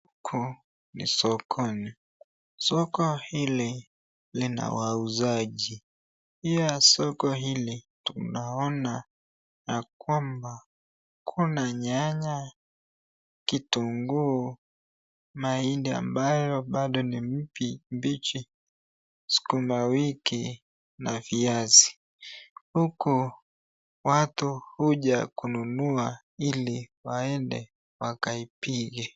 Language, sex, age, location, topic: Swahili, female, 36-49, Nakuru, finance